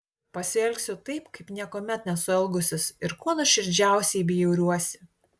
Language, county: Lithuanian, Utena